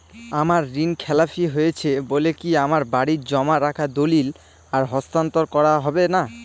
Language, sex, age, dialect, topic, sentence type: Bengali, male, 18-24, Northern/Varendri, banking, question